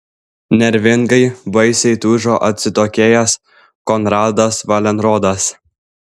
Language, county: Lithuanian, Klaipėda